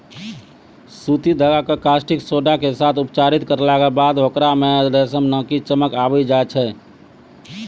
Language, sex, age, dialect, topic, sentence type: Maithili, male, 25-30, Angika, agriculture, statement